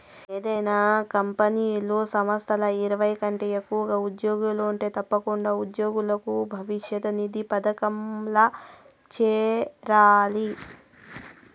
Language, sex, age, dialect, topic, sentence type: Telugu, female, 31-35, Southern, banking, statement